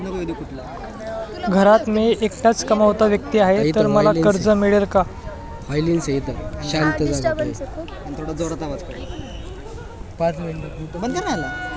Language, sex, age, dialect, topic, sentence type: Marathi, male, 18-24, Standard Marathi, banking, question